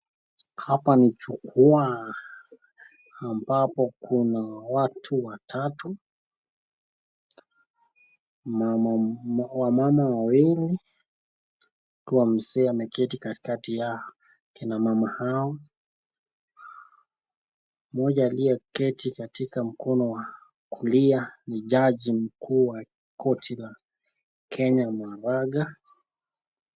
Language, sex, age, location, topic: Swahili, male, 25-35, Nakuru, government